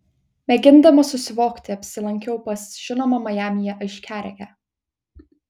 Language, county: Lithuanian, Kaunas